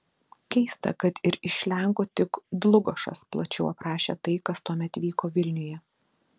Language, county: Lithuanian, Telšiai